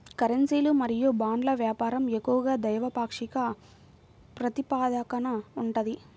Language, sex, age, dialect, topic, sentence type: Telugu, female, 60-100, Central/Coastal, banking, statement